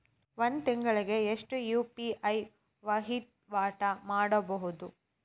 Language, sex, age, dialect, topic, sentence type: Kannada, female, 18-24, Dharwad Kannada, banking, question